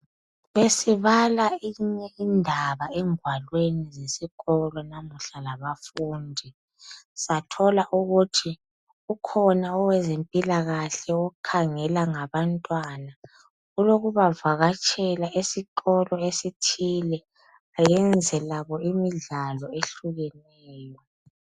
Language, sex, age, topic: North Ndebele, female, 25-35, health